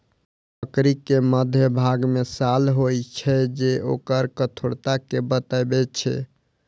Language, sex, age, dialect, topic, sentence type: Maithili, male, 18-24, Eastern / Thethi, agriculture, statement